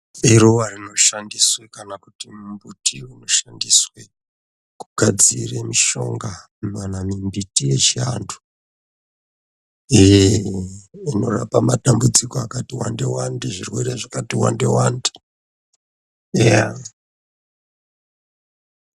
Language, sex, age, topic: Ndau, male, 36-49, health